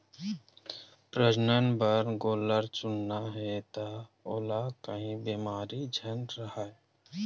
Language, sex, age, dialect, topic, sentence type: Chhattisgarhi, male, 18-24, Western/Budati/Khatahi, agriculture, statement